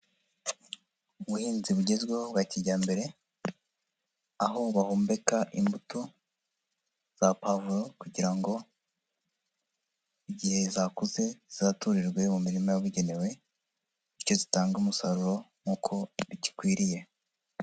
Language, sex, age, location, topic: Kinyarwanda, female, 25-35, Huye, agriculture